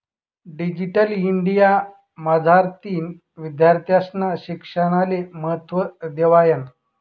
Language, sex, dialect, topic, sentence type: Marathi, male, Northern Konkan, banking, statement